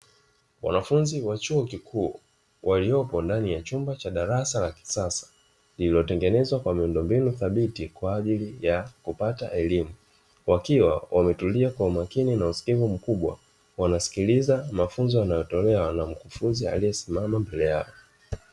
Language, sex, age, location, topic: Swahili, male, 25-35, Dar es Salaam, education